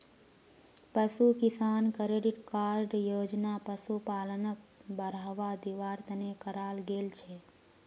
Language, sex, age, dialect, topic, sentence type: Magahi, female, 18-24, Northeastern/Surjapuri, agriculture, statement